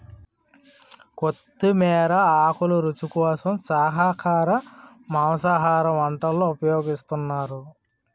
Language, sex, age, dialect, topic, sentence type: Telugu, male, 36-40, Utterandhra, agriculture, statement